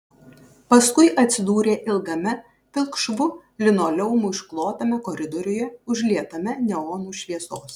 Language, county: Lithuanian, Kaunas